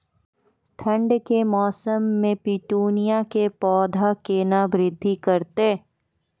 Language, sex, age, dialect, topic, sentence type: Maithili, female, 41-45, Angika, agriculture, question